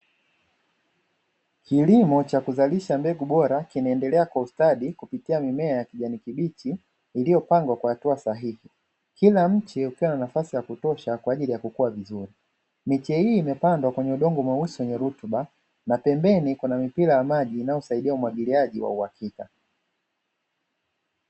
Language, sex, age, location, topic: Swahili, male, 25-35, Dar es Salaam, agriculture